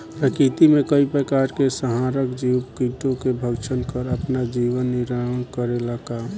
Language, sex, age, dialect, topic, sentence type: Bhojpuri, male, 18-24, Northern, agriculture, question